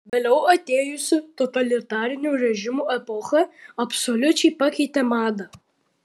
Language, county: Lithuanian, Vilnius